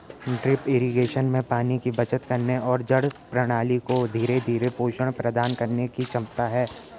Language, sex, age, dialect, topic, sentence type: Hindi, male, 18-24, Garhwali, agriculture, statement